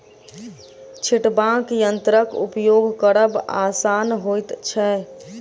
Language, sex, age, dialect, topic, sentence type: Maithili, female, 18-24, Southern/Standard, agriculture, statement